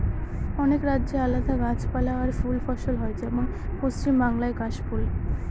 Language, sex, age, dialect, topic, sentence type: Bengali, female, 60-100, Northern/Varendri, agriculture, statement